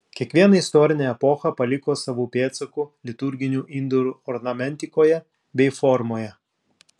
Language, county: Lithuanian, Klaipėda